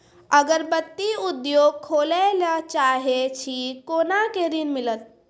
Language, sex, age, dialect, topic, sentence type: Maithili, female, 36-40, Angika, banking, question